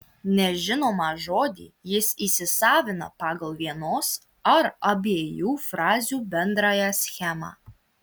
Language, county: Lithuanian, Marijampolė